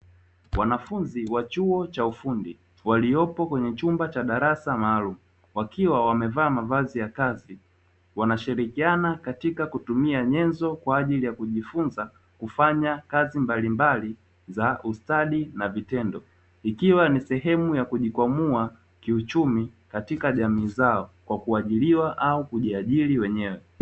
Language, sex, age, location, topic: Swahili, male, 25-35, Dar es Salaam, education